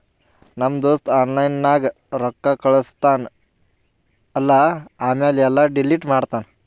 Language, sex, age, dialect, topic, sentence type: Kannada, male, 18-24, Northeastern, banking, statement